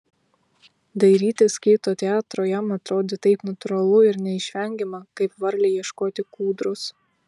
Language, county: Lithuanian, Vilnius